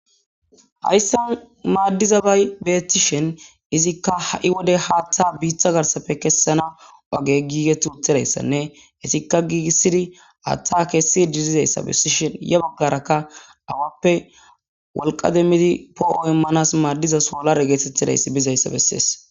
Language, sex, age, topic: Gamo, male, 18-24, government